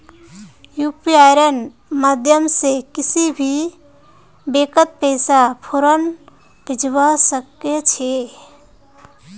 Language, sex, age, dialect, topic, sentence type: Magahi, female, 18-24, Northeastern/Surjapuri, banking, statement